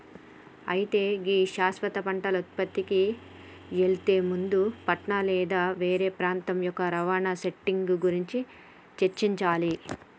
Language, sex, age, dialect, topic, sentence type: Telugu, female, 31-35, Telangana, agriculture, statement